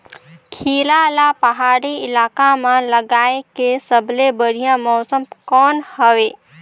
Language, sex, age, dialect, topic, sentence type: Chhattisgarhi, female, 18-24, Northern/Bhandar, agriculture, question